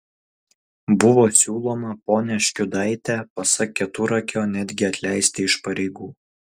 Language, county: Lithuanian, Utena